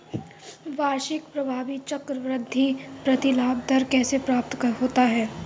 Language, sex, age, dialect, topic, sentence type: Hindi, female, 18-24, Kanauji Braj Bhasha, banking, statement